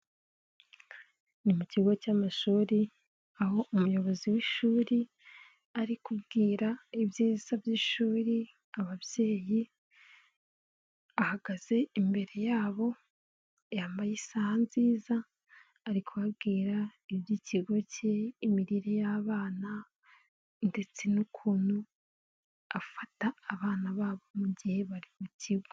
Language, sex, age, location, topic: Kinyarwanda, female, 18-24, Nyagatare, government